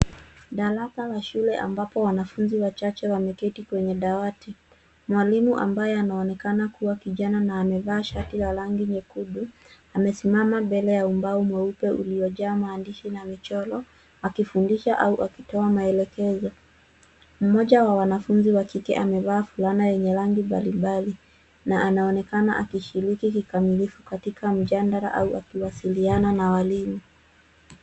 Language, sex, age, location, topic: Swahili, female, 18-24, Nairobi, education